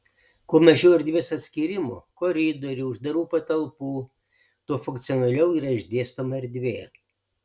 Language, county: Lithuanian, Alytus